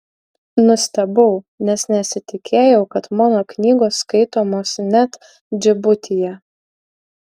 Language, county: Lithuanian, Utena